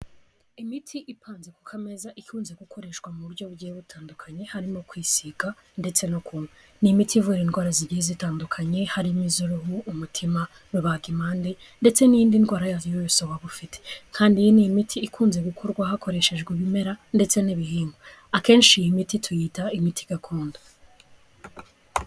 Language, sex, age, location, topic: Kinyarwanda, female, 18-24, Kigali, health